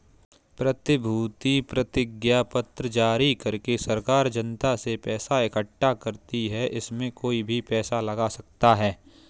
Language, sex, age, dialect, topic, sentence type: Hindi, male, 25-30, Kanauji Braj Bhasha, banking, statement